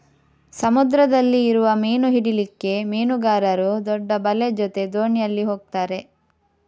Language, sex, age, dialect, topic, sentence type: Kannada, female, 25-30, Coastal/Dakshin, agriculture, statement